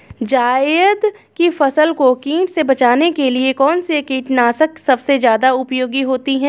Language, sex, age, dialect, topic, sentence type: Hindi, female, 25-30, Awadhi Bundeli, agriculture, question